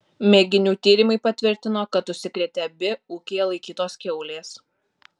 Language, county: Lithuanian, Alytus